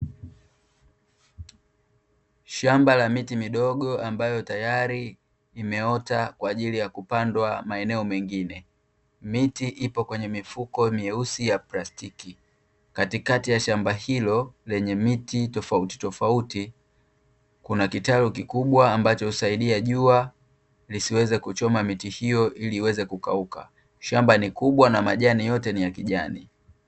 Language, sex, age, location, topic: Swahili, male, 36-49, Dar es Salaam, agriculture